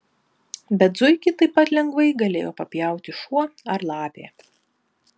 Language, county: Lithuanian, Panevėžys